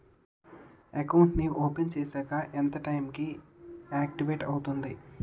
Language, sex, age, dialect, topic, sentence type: Telugu, male, 18-24, Utterandhra, banking, question